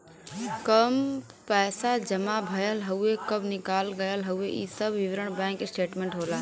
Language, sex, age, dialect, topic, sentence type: Bhojpuri, female, 18-24, Western, banking, statement